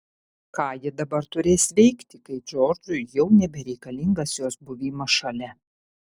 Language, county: Lithuanian, Panevėžys